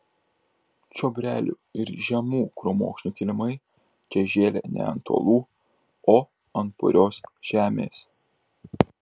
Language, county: Lithuanian, Šiauliai